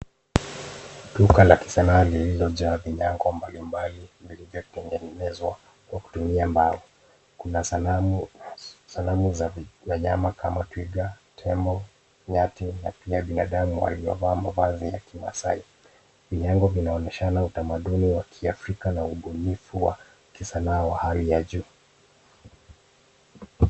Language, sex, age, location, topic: Swahili, male, 25-35, Nairobi, finance